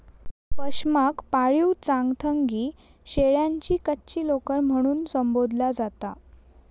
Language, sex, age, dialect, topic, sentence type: Marathi, female, 18-24, Southern Konkan, agriculture, statement